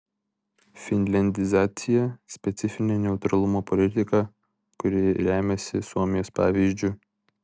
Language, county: Lithuanian, Vilnius